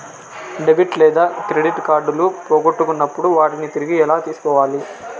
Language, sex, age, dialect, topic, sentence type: Telugu, male, 18-24, Southern, banking, question